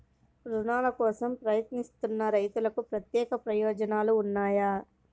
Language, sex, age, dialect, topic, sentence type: Telugu, male, 25-30, Central/Coastal, agriculture, statement